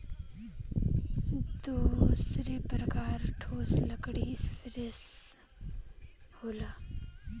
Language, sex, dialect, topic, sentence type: Bhojpuri, female, Western, agriculture, statement